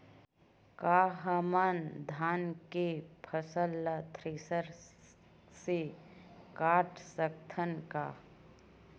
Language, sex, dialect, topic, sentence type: Chhattisgarhi, female, Western/Budati/Khatahi, agriculture, question